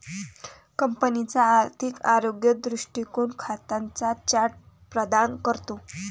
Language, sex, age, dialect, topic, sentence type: Marathi, female, 18-24, Varhadi, banking, statement